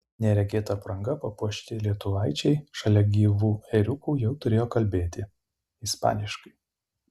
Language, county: Lithuanian, Utena